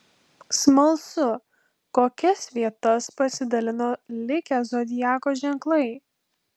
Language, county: Lithuanian, Telšiai